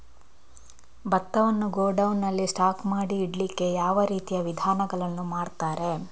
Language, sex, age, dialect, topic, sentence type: Kannada, female, 41-45, Coastal/Dakshin, agriculture, question